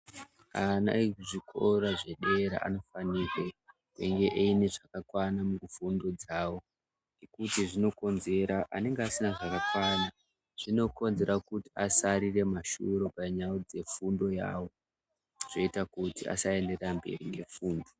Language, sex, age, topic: Ndau, male, 18-24, education